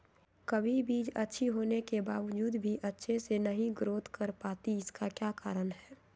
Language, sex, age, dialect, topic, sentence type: Magahi, female, 31-35, Western, agriculture, question